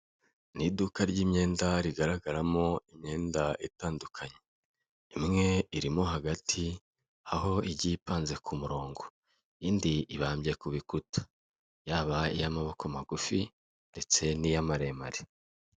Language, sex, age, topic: Kinyarwanda, male, 25-35, finance